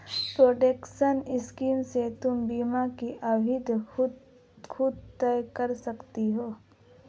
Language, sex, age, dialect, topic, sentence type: Hindi, female, 18-24, Marwari Dhudhari, banking, statement